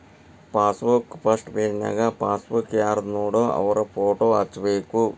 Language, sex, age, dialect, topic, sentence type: Kannada, male, 60-100, Dharwad Kannada, banking, statement